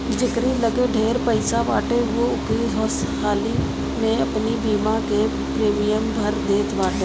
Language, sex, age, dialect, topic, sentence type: Bhojpuri, female, 60-100, Northern, banking, statement